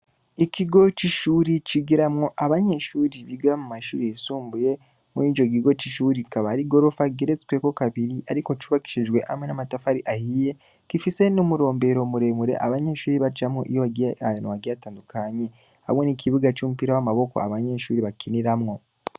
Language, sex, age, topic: Rundi, male, 18-24, education